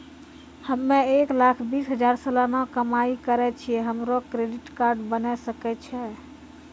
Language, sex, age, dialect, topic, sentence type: Maithili, female, 25-30, Angika, banking, question